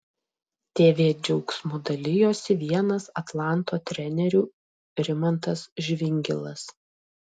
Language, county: Lithuanian, Utena